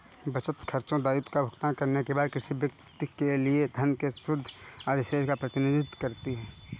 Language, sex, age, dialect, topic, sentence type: Hindi, male, 25-30, Marwari Dhudhari, banking, statement